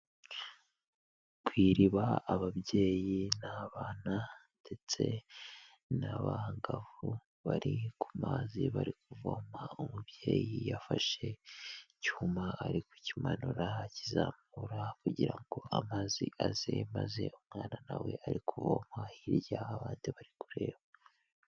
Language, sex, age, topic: Kinyarwanda, male, 18-24, health